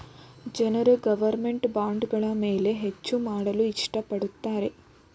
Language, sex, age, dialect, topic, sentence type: Kannada, female, 18-24, Mysore Kannada, banking, statement